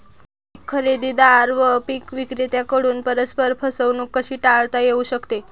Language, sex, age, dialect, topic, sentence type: Marathi, female, 18-24, Northern Konkan, agriculture, question